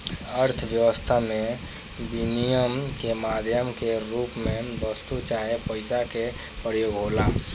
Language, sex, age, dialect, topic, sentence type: Bhojpuri, male, 18-24, Southern / Standard, banking, statement